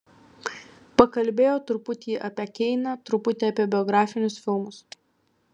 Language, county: Lithuanian, Vilnius